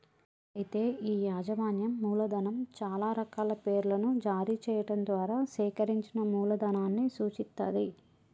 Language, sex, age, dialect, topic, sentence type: Telugu, male, 36-40, Telangana, banking, statement